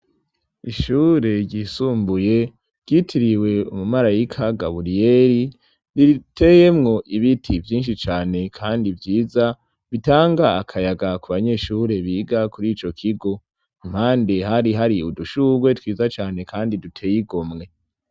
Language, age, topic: Rundi, 18-24, education